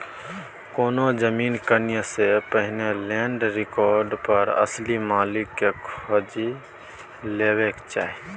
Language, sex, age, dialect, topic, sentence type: Maithili, male, 18-24, Bajjika, agriculture, statement